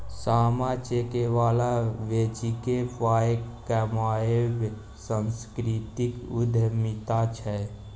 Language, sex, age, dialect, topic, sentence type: Maithili, male, 18-24, Bajjika, banking, statement